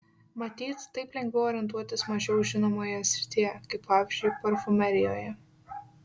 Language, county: Lithuanian, Šiauliai